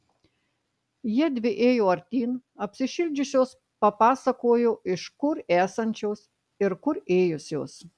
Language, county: Lithuanian, Marijampolė